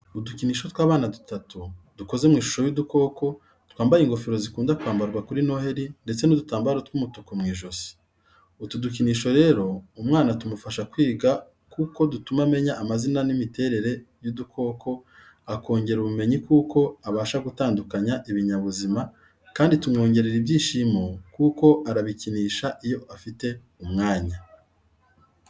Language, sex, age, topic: Kinyarwanda, male, 36-49, education